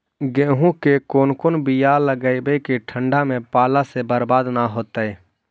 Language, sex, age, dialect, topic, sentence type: Magahi, male, 56-60, Central/Standard, agriculture, question